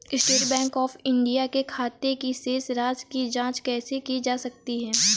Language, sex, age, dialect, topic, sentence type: Hindi, female, 18-24, Awadhi Bundeli, banking, question